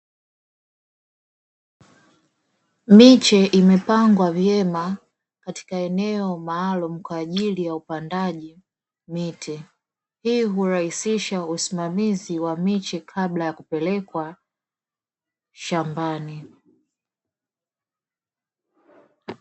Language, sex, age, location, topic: Swahili, female, 25-35, Dar es Salaam, agriculture